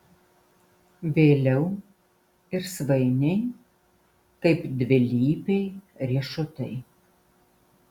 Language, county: Lithuanian, Vilnius